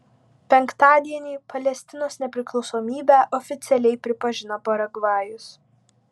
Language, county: Lithuanian, Vilnius